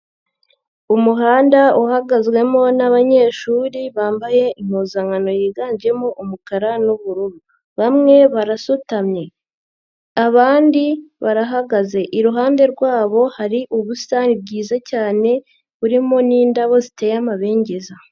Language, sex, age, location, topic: Kinyarwanda, female, 50+, Nyagatare, education